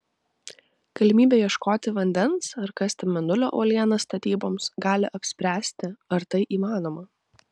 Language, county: Lithuanian, Vilnius